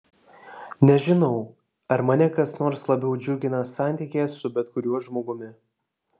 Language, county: Lithuanian, Vilnius